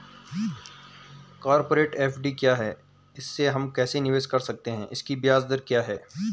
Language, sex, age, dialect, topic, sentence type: Hindi, male, 18-24, Garhwali, banking, question